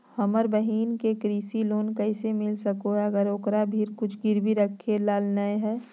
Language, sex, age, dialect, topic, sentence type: Magahi, female, 51-55, Southern, agriculture, statement